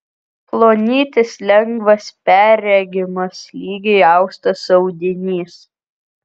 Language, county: Lithuanian, Kaunas